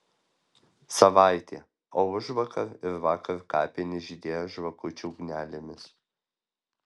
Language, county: Lithuanian, Alytus